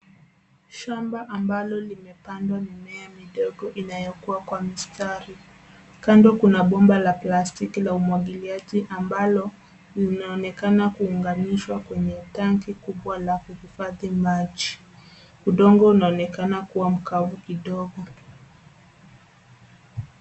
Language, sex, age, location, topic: Swahili, female, 25-35, Nairobi, agriculture